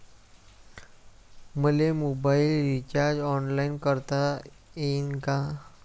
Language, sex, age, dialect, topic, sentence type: Marathi, male, 18-24, Varhadi, banking, question